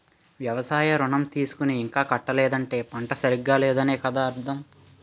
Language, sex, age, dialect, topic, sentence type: Telugu, male, 18-24, Utterandhra, banking, statement